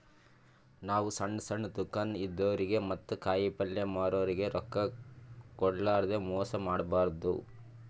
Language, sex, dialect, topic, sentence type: Kannada, male, Northeastern, banking, statement